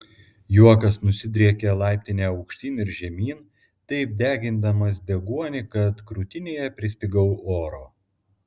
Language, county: Lithuanian, Klaipėda